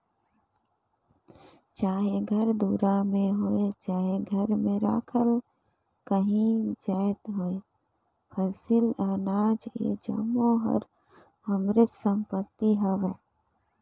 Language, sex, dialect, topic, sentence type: Chhattisgarhi, female, Northern/Bhandar, banking, statement